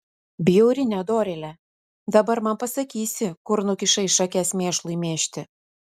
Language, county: Lithuanian, Utena